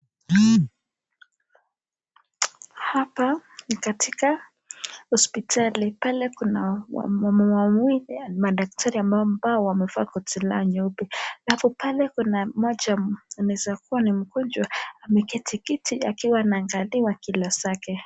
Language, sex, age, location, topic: Swahili, female, 18-24, Nakuru, health